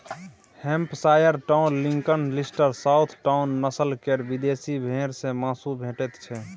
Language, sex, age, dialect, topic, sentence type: Maithili, male, 18-24, Bajjika, agriculture, statement